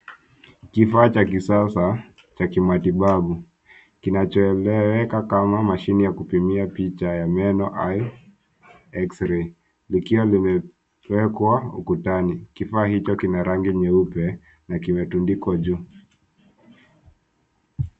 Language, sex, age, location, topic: Swahili, male, 18-24, Nairobi, health